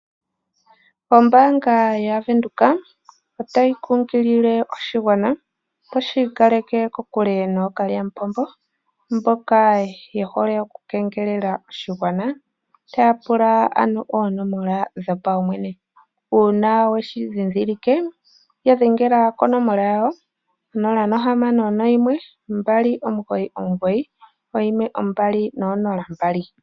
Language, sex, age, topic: Oshiwambo, female, 18-24, finance